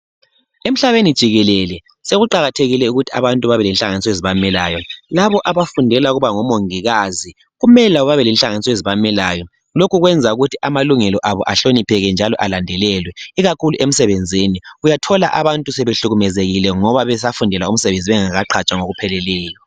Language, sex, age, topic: North Ndebele, male, 36-49, health